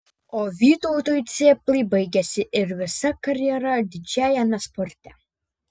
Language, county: Lithuanian, Panevėžys